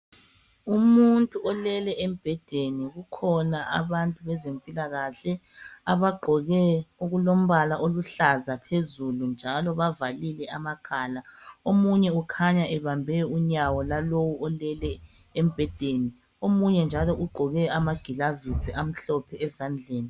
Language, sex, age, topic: North Ndebele, female, 25-35, health